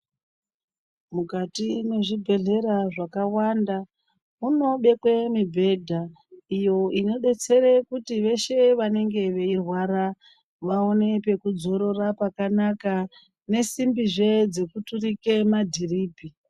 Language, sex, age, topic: Ndau, male, 36-49, health